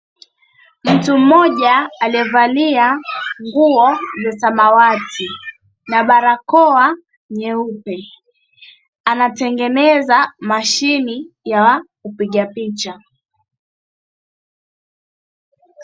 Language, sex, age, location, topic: Swahili, female, 36-49, Mombasa, health